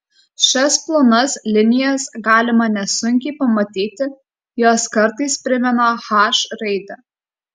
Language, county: Lithuanian, Kaunas